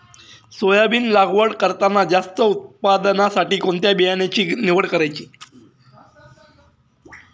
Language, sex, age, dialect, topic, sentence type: Marathi, male, 36-40, Standard Marathi, agriculture, question